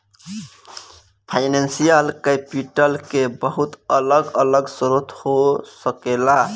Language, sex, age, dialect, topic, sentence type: Bhojpuri, male, 18-24, Southern / Standard, banking, statement